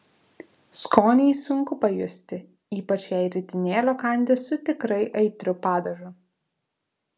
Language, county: Lithuanian, Vilnius